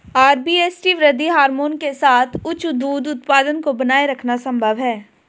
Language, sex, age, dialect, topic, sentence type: Hindi, female, 18-24, Marwari Dhudhari, agriculture, statement